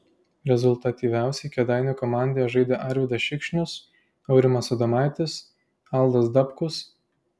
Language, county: Lithuanian, Klaipėda